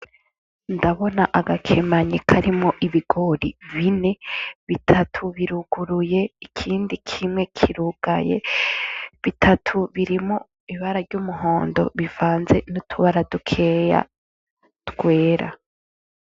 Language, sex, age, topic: Rundi, female, 18-24, agriculture